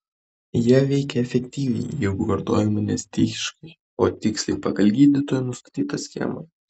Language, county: Lithuanian, Kaunas